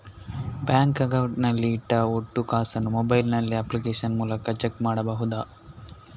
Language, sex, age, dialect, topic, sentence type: Kannada, male, 18-24, Coastal/Dakshin, banking, question